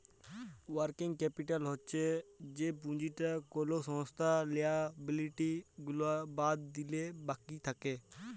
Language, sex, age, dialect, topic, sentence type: Bengali, male, 25-30, Jharkhandi, banking, statement